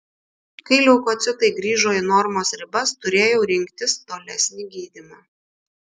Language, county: Lithuanian, Šiauliai